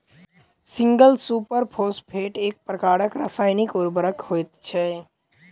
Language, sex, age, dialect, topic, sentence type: Maithili, male, 18-24, Southern/Standard, agriculture, statement